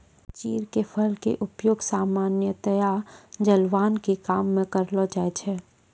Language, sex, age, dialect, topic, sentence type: Maithili, female, 18-24, Angika, agriculture, statement